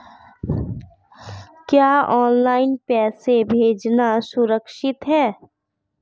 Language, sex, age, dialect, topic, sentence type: Hindi, female, 25-30, Marwari Dhudhari, banking, question